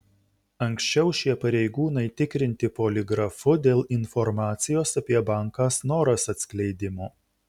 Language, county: Lithuanian, Utena